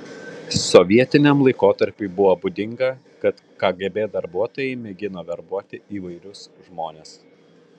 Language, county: Lithuanian, Kaunas